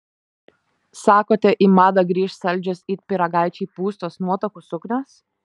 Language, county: Lithuanian, Šiauliai